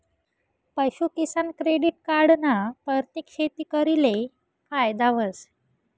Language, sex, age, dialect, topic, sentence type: Marathi, female, 18-24, Northern Konkan, agriculture, statement